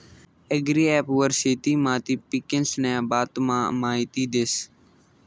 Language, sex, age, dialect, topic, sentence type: Marathi, male, 18-24, Northern Konkan, agriculture, statement